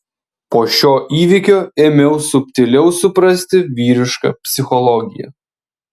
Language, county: Lithuanian, Vilnius